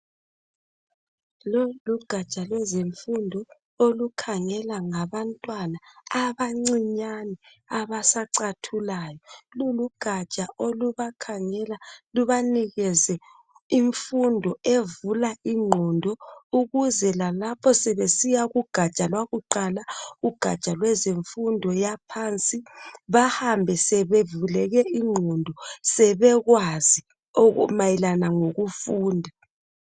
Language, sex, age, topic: North Ndebele, female, 36-49, education